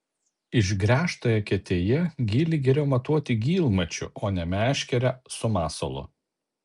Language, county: Lithuanian, Alytus